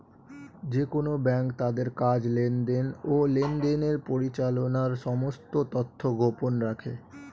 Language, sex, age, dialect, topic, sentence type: Bengali, male, 25-30, Standard Colloquial, banking, statement